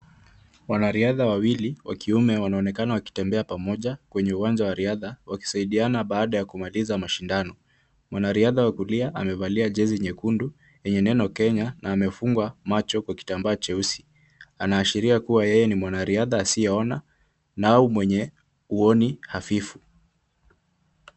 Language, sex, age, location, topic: Swahili, male, 18-24, Kisumu, education